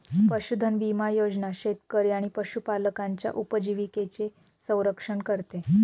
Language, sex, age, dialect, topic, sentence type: Marathi, female, 25-30, Northern Konkan, agriculture, statement